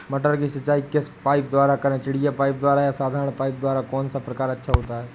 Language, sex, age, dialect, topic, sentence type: Hindi, male, 18-24, Awadhi Bundeli, agriculture, question